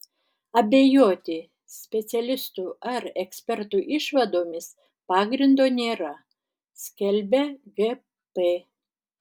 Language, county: Lithuanian, Tauragė